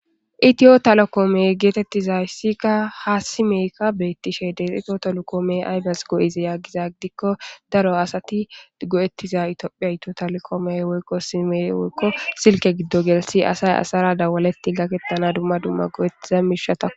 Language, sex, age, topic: Gamo, female, 18-24, government